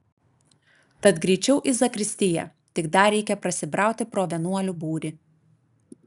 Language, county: Lithuanian, Klaipėda